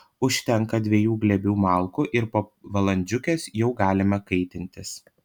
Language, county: Lithuanian, Panevėžys